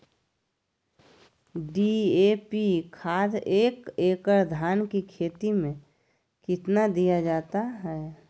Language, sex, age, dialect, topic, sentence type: Magahi, female, 51-55, Southern, agriculture, question